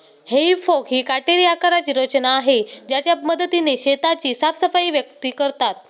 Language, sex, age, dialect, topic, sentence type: Marathi, male, 18-24, Standard Marathi, agriculture, statement